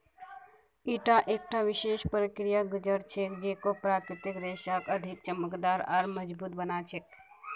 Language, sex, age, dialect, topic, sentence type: Magahi, female, 46-50, Northeastern/Surjapuri, agriculture, statement